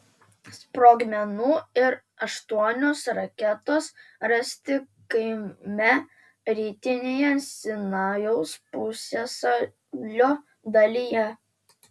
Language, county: Lithuanian, Telšiai